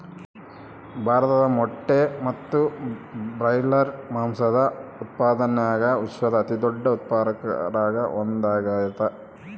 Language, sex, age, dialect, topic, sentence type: Kannada, male, 31-35, Central, agriculture, statement